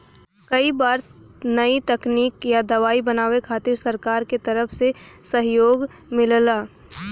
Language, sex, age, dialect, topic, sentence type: Bhojpuri, female, 18-24, Western, banking, statement